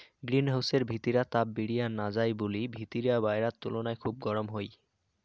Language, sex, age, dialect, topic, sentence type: Bengali, male, 18-24, Rajbangshi, agriculture, statement